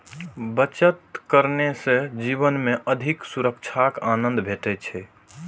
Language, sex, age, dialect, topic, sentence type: Maithili, male, 18-24, Eastern / Thethi, banking, statement